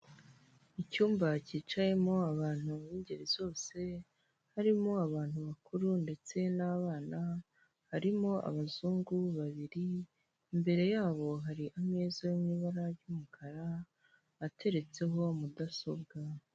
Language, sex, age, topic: Kinyarwanda, female, 18-24, government